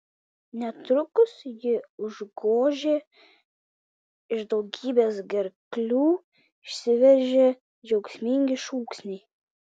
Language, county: Lithuanian, Vilnius